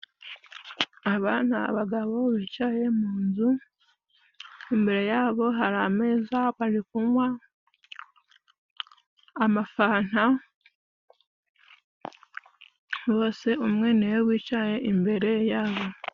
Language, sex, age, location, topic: Kinyarwanda, female, 25-35, Musanze, government